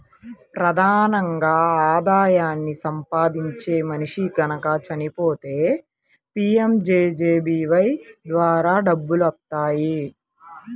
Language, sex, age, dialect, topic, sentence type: Telugu, female, 25-30, Central/Coastal, banking, statement